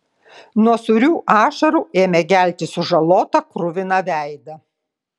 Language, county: Lithuanian, Kaunas